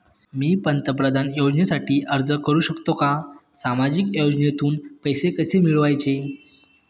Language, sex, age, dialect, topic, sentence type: Marathi, male, 31-35, Northern Konkan, banking, question